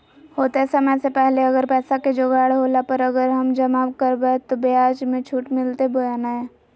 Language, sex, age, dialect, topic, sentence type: Magahi, female, 18-24, Southern, banking, question